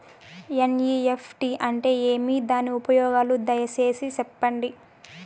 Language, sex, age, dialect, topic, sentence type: Telugu, female, 18-24, Southern, banking, question